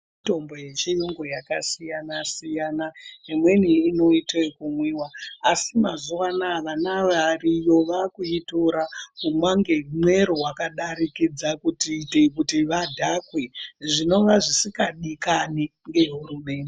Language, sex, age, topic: Ndau, female, 25-35, health